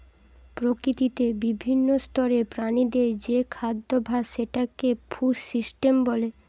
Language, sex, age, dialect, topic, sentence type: Bengali, female, 18-24, Western, agriculture, statement